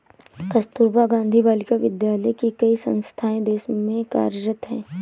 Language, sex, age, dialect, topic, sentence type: Hindi, female, 18-24, Awadhi Bundeli, banking, statement